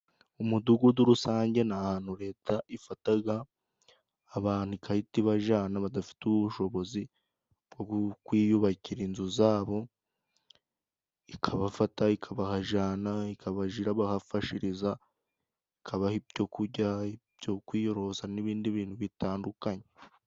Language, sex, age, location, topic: Kinyarwanda, male, 25-35, Musanze, government